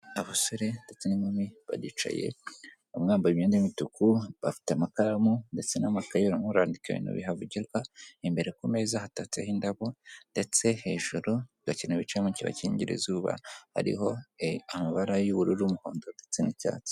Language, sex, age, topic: Kinyarwanda, male, 25-35, government